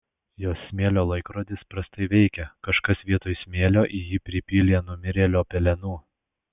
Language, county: Lithuanian, Alytus